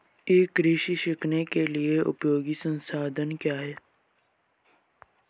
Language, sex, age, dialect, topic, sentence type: Hindi, male, 18-24, Hindustani Malvi Khadi Boli, agriculture, question